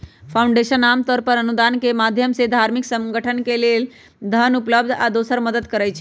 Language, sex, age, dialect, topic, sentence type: Magahi, female, 31-35, Western, banking, statement